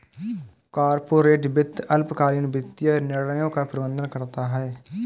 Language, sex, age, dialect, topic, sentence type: Hindi, male, 25-30, Awadhi Bundeli, banking, statement